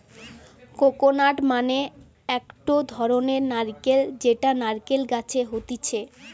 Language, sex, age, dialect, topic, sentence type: Bengali, female, 18-24, Western, agriculture, statement